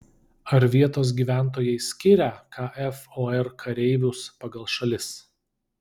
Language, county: Lithuanian, Kaunas